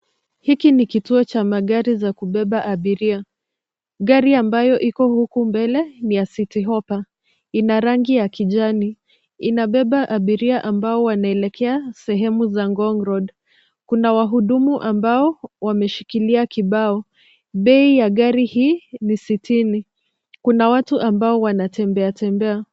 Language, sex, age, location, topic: Swahili, female, 25-35, Nairobi, government